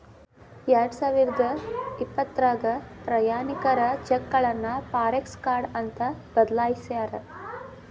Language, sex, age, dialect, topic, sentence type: Kannada, female, 18-24, Dharwad Kannada, banking, statement